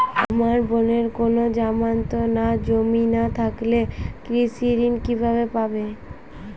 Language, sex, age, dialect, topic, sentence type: Bengali, female, 18-24, Western, agriculture, statement